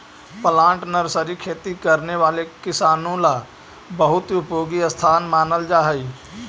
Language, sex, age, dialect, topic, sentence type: Magahi, male, 25-30, Central/Standard, agriculture, statement